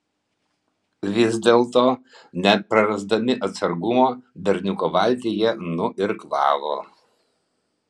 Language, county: Lithuanian, Kaunas